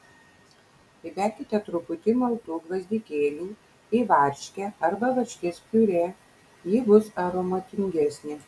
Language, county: Lithuanian, Kaunas